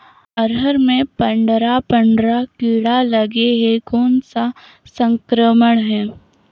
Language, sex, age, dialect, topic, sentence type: Chhattisgarhi, female, 18-24, Northern/Bhandar, agriculture, question